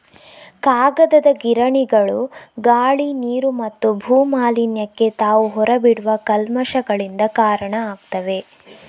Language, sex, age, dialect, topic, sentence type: Kannada, female, 25-30, Coastal/Dakshin, agriculture, statement